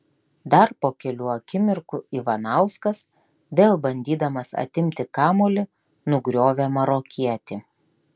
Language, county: Lithuanian, Klaipėda